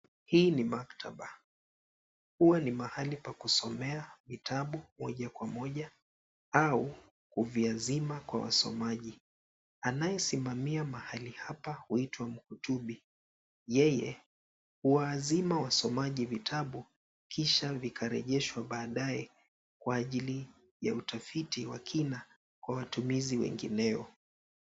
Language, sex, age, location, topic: Swahili, male, 25-35, Nairobi, education